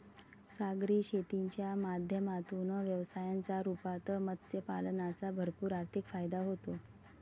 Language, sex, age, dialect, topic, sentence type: Marathi, female, 31-35, Varhadi, agriculture, statement